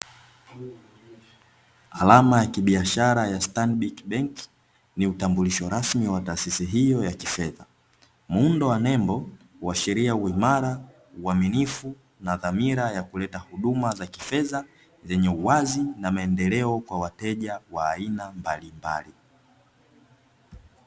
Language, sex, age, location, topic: Swahili, male, 18-24, Dar es Salaam, finance